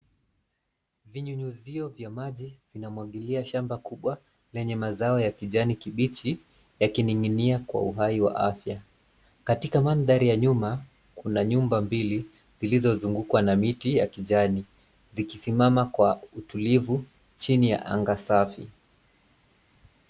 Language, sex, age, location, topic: Swahili, male, 25-35, Nairobi, agriculture